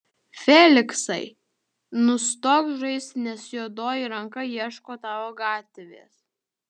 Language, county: Lithuanian, Vilnius